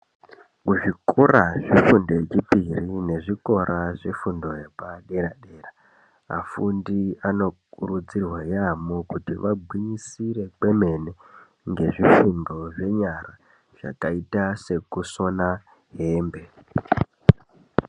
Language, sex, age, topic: Ndau, male, 18-24, education